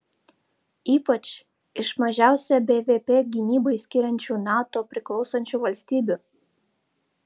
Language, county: Lithuanian, Vilnius